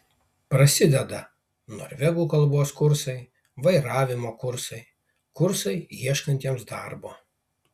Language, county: Lithuanian, Kaunas